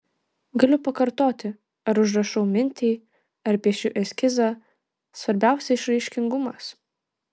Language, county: Lithuanian, Telšiai